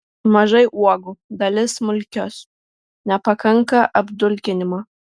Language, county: Lithuanian, Vilnius